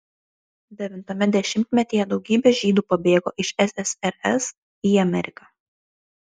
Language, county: Lithuanian, Šiauliai